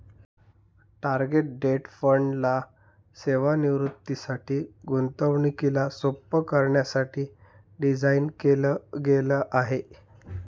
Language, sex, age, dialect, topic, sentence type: Marathi, male, 31-35, Northern Konkan, banking, statement